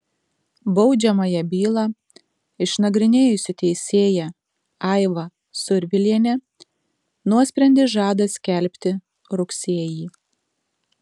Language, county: Lithuanian, Tauragė